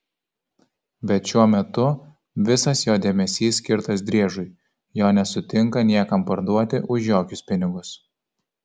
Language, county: Lithuanian, Kaunas